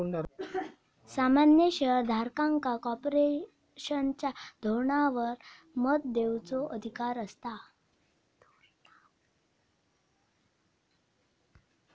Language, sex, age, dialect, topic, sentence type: Marathi, male, 18-24, Southern Konkan, banking, statement